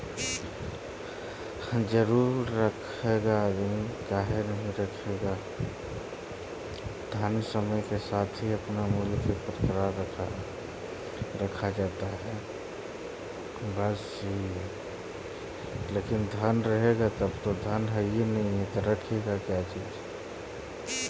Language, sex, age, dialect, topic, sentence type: Magahi, male, 25-30, Western, banking, statement